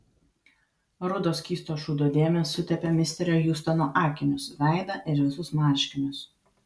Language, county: Lithuanian, Vilnius